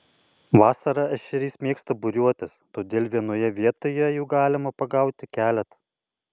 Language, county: Lithuanian, Alytus